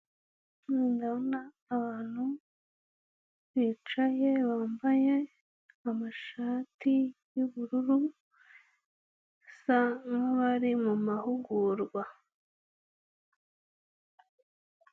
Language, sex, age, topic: Kinyarwanda, female, 18-24, health